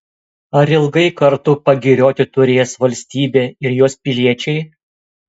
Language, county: Lithuanian, Kaunas